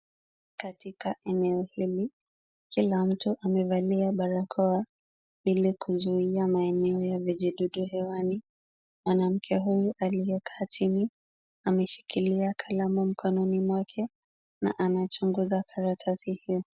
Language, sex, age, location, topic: Swahili, female, 18-24, Kisumu, health